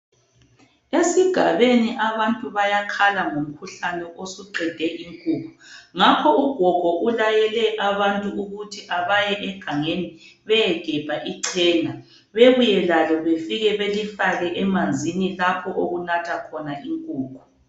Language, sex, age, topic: North Ndebele, female, 25-35, health